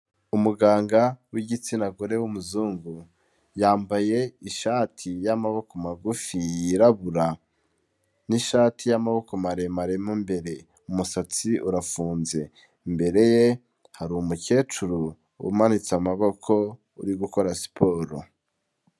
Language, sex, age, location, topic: Kinyarwanda, male, 25-35, Kigali, health